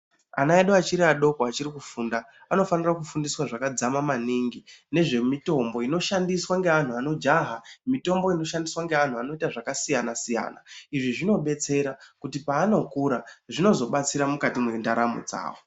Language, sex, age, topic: Ndau, male, 18-24, health